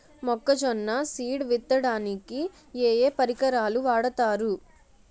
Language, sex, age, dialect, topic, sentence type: Telugu, female, 56-60, Utterandhra, agriculture, question